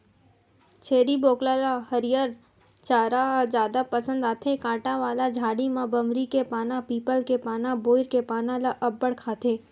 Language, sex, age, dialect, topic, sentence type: Chhattisgarhi, female, 18-24, Western/Budati/Khatahi, agriculture, statement